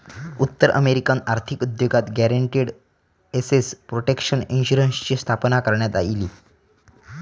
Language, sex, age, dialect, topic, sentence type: Marathi, male, 18-24, Southern Konkan, banking, statement